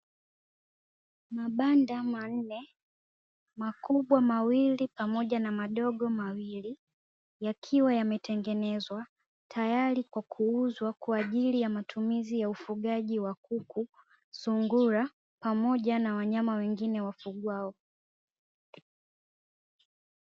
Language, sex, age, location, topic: Swahili, female, 18-24, Dar es Salaam, agriculture